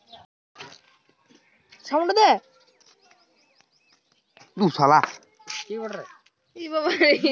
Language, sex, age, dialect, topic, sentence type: Bengali, male, 18-24, Jharkhandi, agriculture, statement